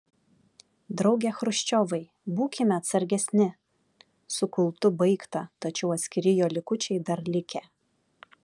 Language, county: Lithuanian, Vilnius